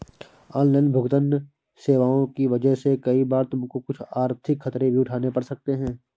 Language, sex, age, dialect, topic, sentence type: Hindi, male, 25-30, Awadhi Bundeli, banking, statement